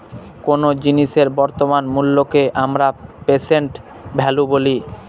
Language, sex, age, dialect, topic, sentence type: Bengali, male, <18, Northern/Varendri, banking, statement